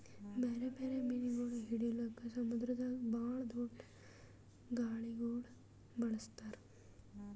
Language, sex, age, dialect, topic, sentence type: Kannada, male, 18-24, Northeastern, agriculture, statement